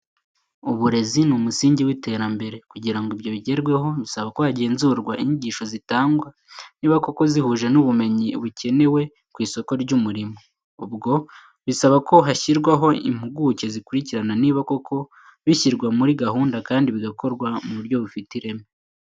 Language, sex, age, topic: Kinyarwanda, male, 18-24, education